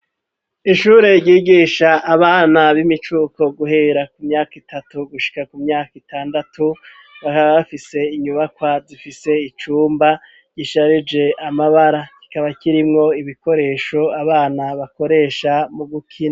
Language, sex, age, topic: Rundi, male, 36-49, education